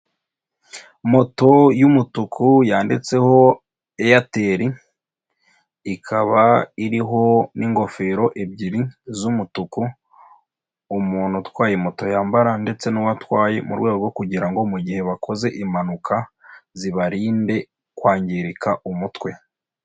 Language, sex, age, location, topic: Kinyarwanda, female, 36-49, Nyagatare, finance